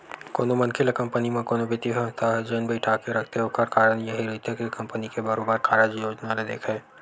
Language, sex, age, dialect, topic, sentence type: Chhattisgarhi, male, 51-55, Western/Budati/Khatahi, banking, statement